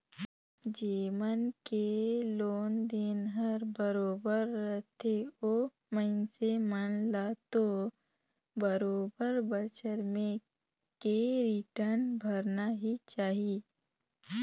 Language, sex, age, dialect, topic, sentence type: Chhattisgarhi, female, 18-24, Northern/Bhandar, banking, statement